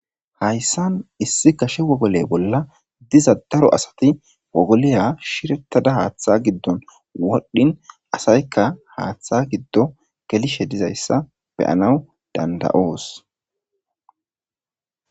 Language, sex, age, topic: Gamo, male, 18-24, government